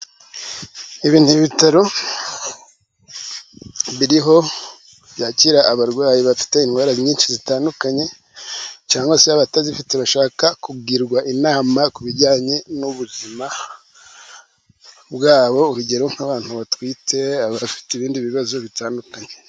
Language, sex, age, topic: Kinyarwanda, male, 36-49, health